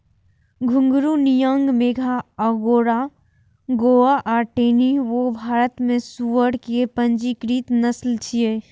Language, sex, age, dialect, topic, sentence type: Maithili, female, 41-45, Eastern / Thethi, agriculture, statement